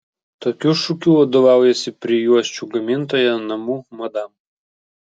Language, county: Lithuanian, Vilnius